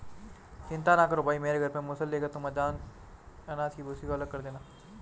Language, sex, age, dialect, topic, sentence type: Hindi, male, 25-30, Marwari Dhudhari, agriculture, statement